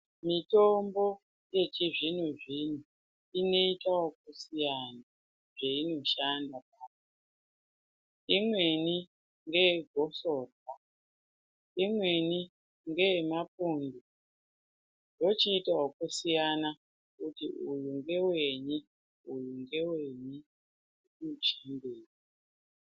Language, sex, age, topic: Ndau, female, 36-49, health